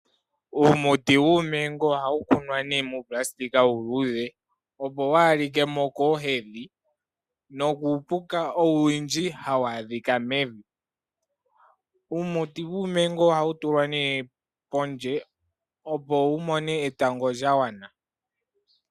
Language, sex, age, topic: Oshiwambo, male, 18-24, agriculture